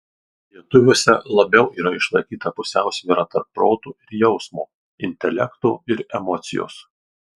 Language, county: Lithuanian, Marijampolė